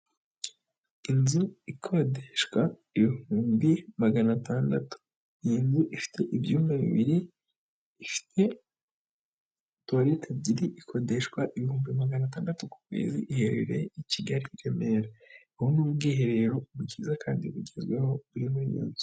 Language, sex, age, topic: Kinyarwanda, male, 18-24, finance